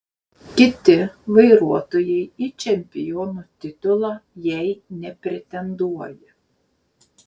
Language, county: Lithuanian, Šiauliai